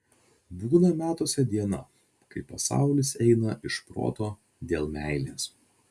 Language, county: Lithuanian, Vilnius